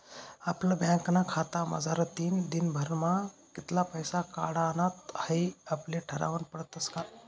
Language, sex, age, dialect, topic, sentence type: Marathi, male, 18-24, Northern Konkan, banking, statement